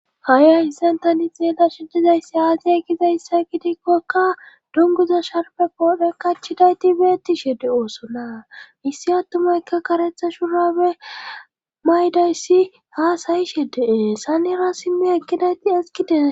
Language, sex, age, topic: Gamo, female, 18-24, government